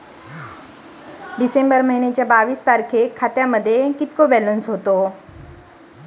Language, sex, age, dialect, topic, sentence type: Marathi, female, 25-30, Standard Marathi, banking, question